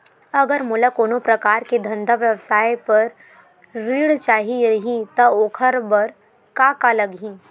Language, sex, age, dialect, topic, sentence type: Chhattisgarhi, female, 18-24, Western/Budati/Khatahi, banking, question